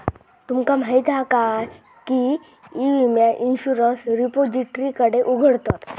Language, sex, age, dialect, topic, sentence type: Marathi, female, 36-40, Southern Konkan, banking, statement